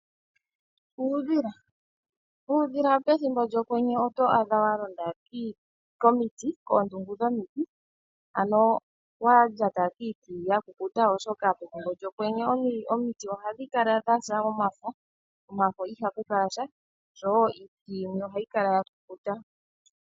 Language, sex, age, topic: Oshiwambo, female, 25-35, agriculture